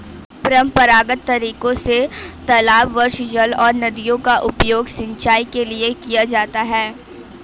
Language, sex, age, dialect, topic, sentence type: Hindi, female, 18-24, Hindustani Malvi Khadi Boli, agriculture, statement